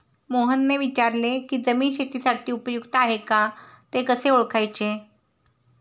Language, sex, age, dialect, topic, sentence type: Marathi, female, 51-55, Standard Marathi, agriculture, statement